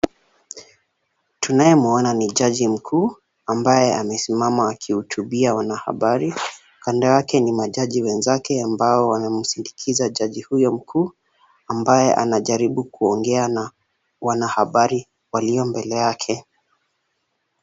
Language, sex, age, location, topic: Swahili, male, 18-24, Kisumu, government